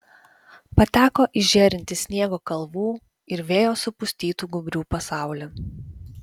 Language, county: Lithuanian, Vilnius